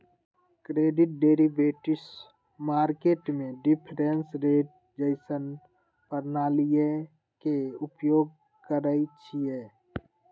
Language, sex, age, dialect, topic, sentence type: Magahi, male, 46-50, Western, banking, statement